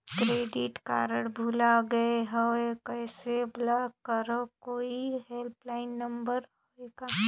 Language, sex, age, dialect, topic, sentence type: Chhattisgarhi, female, 25-30, Northern/Bhandar, banking, question